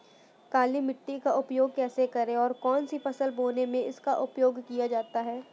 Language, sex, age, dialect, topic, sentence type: Hindi, female, 18-24, Awadhi Bundeli, agriculture, question